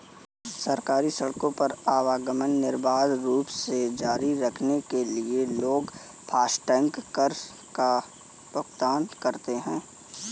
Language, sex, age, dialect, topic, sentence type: Hindi, male, 18-24, Kanauji Braj Bhasha, banking, statement